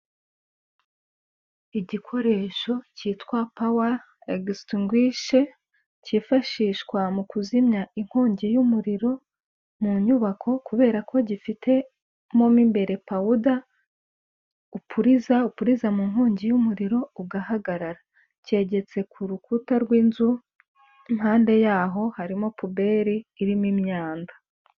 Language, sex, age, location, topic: Kinyarwanda, female, 25-35, Kigali, government